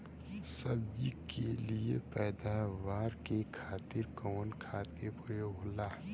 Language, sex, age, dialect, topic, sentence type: Bhojpuri, female, 18-24, Western, agriculture, question